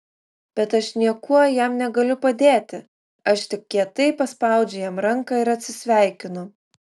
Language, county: Lithuanian, Utena